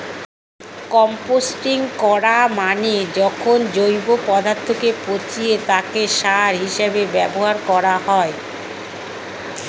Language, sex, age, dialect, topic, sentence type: Bengali, female, 46-50, Standard Colloquial, agriculture, statement